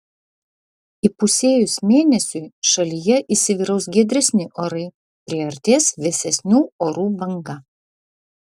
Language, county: Lithuanian, Vilnius